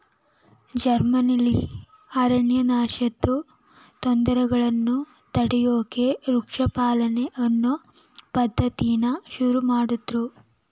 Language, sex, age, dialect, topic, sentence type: Kannada, female, 18-24, Mysore Kannada, agriculture, statement